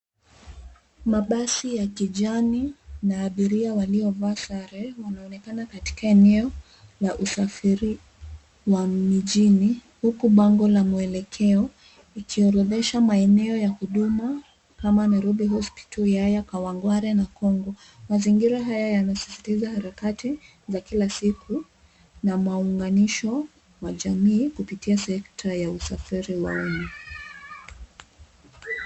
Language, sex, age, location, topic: Swahili, female, 25-35, Nairobi, government